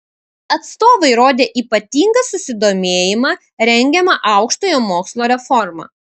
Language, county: Lithuanian, Kaunas